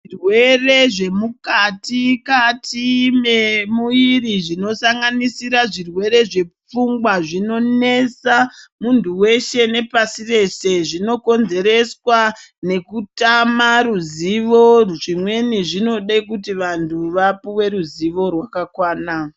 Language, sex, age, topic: Ndau, male, 36-49, health